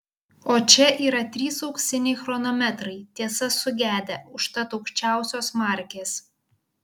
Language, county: Lithuanian, Kaunas